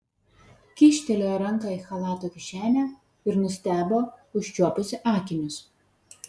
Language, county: Lithuanian, Vilnius